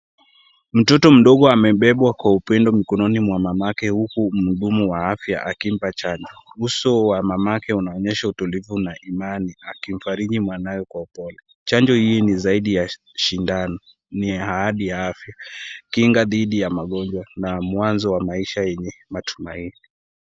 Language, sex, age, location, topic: Swahili, male, 18-24, Kisumu, health